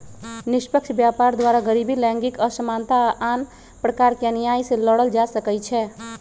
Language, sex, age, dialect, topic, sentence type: Magahi, male, 25-30, Western, banking, statement